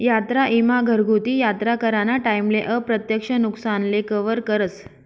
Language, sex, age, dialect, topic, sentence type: Marathi, female, 25-30, Northern Konkan, banking, statement